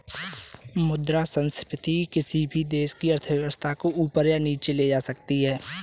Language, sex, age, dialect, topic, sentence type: Hindi, male, 18-24, Kanauji Braj Bhasha, banking, statement